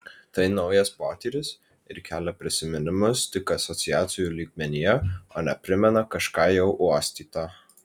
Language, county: Lithuanian, Vilnius